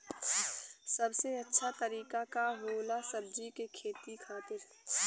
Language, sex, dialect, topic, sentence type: Bhojpuri, female, Western, agriculture, question